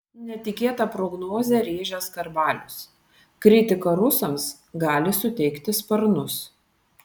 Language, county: Lithuanian, Vilnius